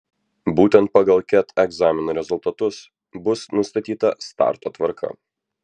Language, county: Lithuanian, Vilnius